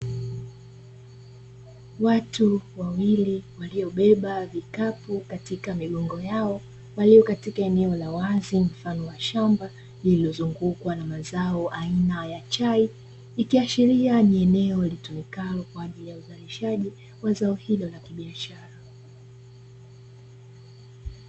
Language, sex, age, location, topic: Swahili, female, 25-35, Dar es Salaam, agriculture